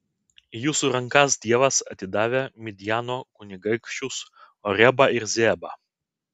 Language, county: Lithuanian, Vilnius